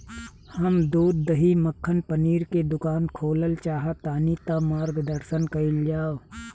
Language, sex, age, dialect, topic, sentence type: Bhojpuri, male, 36-40, Southern / Standard, banking, question